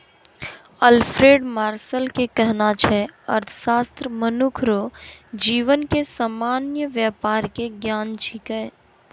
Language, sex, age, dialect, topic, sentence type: Maithili, female, 18-24, Angika, banking, statement